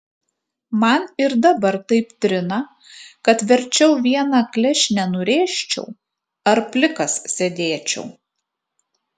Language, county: Lithuanian, Kaunas